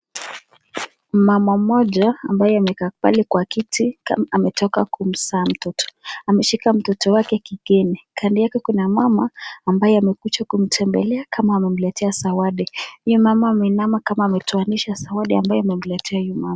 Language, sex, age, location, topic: Swahili, female, 18-24, Nakuru, health